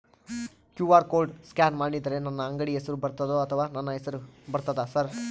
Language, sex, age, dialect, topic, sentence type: Kannada, female, 18-24, Central, banking, question